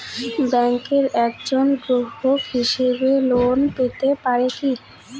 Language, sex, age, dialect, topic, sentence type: Bengali, male, 25-30, Rajbangshi, banking, question